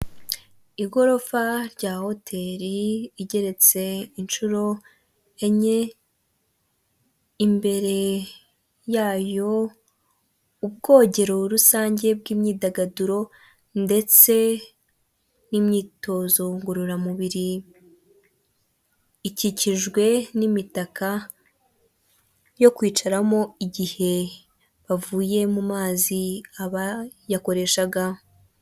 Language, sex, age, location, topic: Kinyarwanda, female, 18-24, Kigali, finance